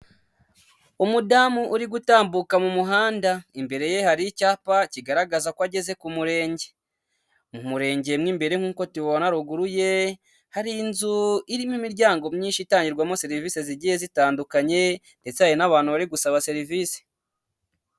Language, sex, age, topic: Kinyarwanda, male, 25-35, government